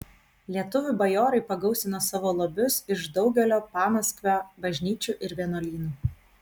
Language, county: Lithuanian, Kaunas